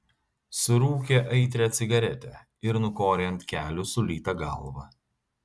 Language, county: Lithuanian, Kaunas